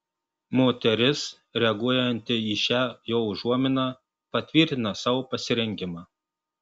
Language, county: Lithuanian, Marijampolė